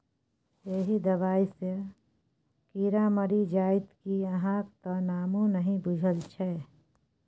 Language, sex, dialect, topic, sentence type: Maithili, female, Bajjika, agriculture, statement